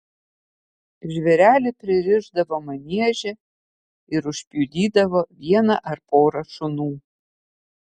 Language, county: Lithuanian, Kaunas